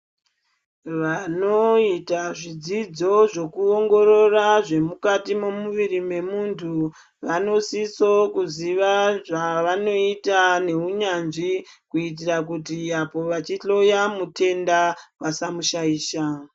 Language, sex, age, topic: Ndau, female, 25-35, health